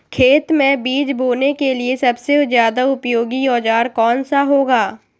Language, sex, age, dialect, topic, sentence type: Magahi, female, 18-24, Western, agriculture, question